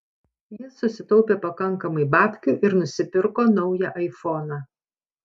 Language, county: Lithuanian, Panevėžys